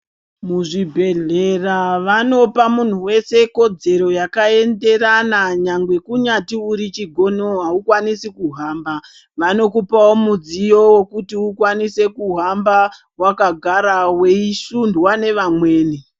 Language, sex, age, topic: Ndau, female, 36-49, health